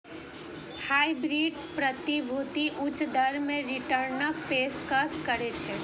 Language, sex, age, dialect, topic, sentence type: Maithili, female, 31-35, Eastern / Thethi, banking, statement